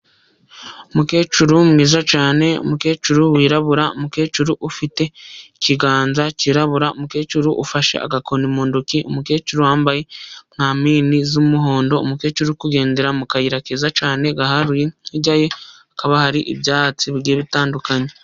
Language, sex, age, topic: Kinyarwanda, female, 25-35, government